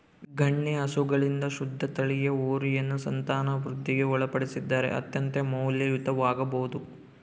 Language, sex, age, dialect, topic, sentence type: Kannada, male, 41-45, Central, agriculture, statement